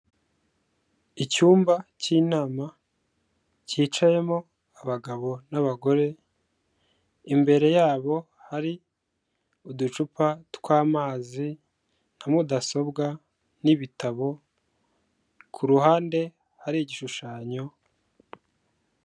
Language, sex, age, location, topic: Kinyarwanda, male, 25-35, Kigali, government